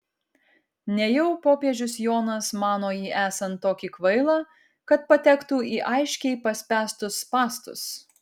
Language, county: Lithuanian, Kaunas